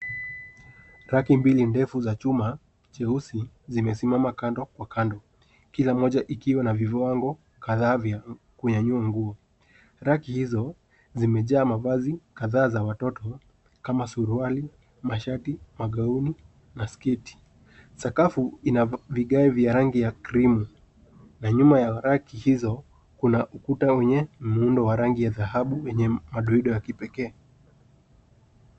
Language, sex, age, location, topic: Swahili, male, 18-24, Nairobi, finance